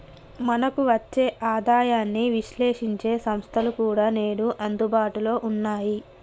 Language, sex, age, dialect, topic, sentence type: Telugu, female, 18-24, Telangana, banking, statement